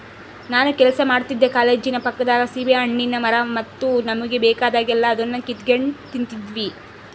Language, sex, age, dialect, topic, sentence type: Kannada, female, 18-24, Central, agriculture, statement